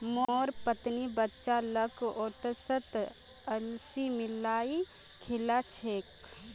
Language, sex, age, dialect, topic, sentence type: Magahi, female, 18-24, Northeastern/Surjapuri, agriculture, statement